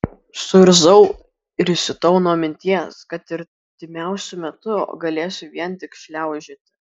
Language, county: Lithuanian, Kaunas